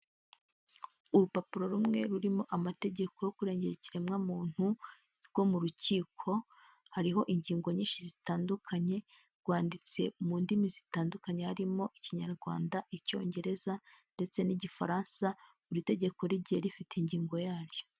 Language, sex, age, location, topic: Kinyarwanda, female, 25-35, Huye, government